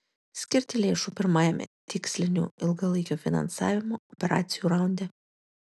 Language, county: Lithuanian, Kaunas